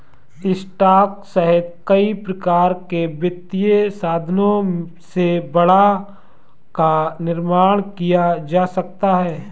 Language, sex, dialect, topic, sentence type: Hindi, male, Marwari Dhudhari, banking, statement